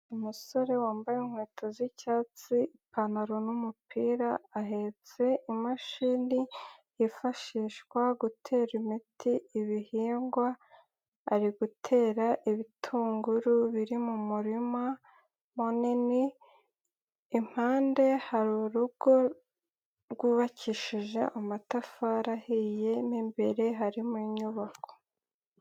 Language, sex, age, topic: Kinyarwanda, female, 18-24, agriculture